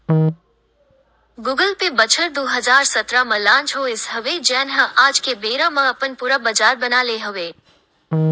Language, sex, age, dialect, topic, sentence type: Chhattisgarhi, male, 18-24, Western/Budati/Khatahi, banking, statement